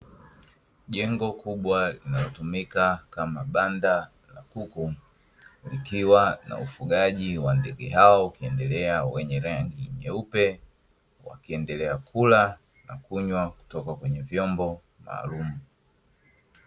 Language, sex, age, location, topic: Swahili, male, 25-35, Dar es Salaam, agriculture